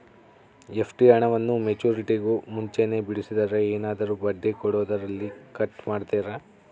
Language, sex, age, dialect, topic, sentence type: Kannada, female, 36-40, Central, banking, question